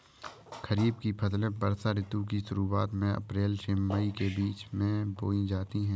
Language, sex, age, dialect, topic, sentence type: Hindi, male, 18-24, Awadhi Bundeli, agriculture, statement